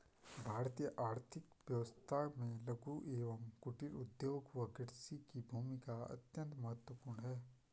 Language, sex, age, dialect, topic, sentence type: Hindi, male, 25-30, Garhwali, banking, statement